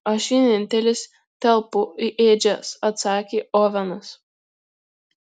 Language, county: Lithuanian, Marijampolė